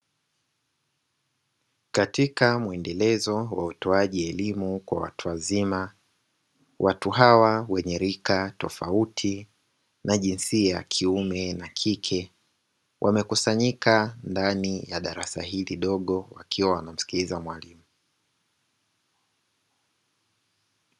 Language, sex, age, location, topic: Swahili, female, 25-35, Dar es Salaam, education